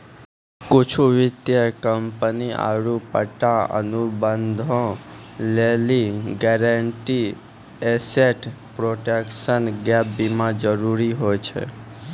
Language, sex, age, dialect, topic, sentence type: Maithili, male, 18-24, Angika, banking, statement